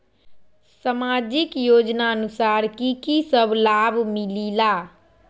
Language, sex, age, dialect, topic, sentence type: Magahi, female, 41-45, Western, banking, question